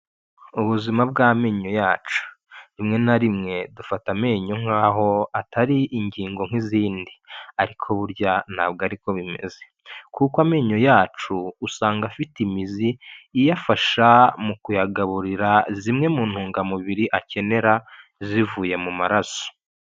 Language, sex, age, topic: Kinyarwanda, male, 25-35, health